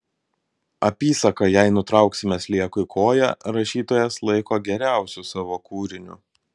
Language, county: Lithuanian, Kaunas